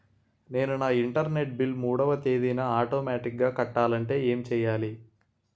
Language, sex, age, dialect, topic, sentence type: Telugu, male, 18-24, Utterandhra, banking, question